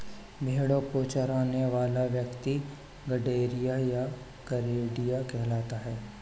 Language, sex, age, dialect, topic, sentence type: Hindi, male, 25-30, Awadhi Bundeli, agriculture, statement